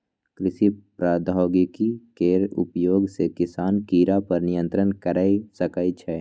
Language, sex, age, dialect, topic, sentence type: Maithili, male, 25-30, Eastern / Thethi, agriculture, statement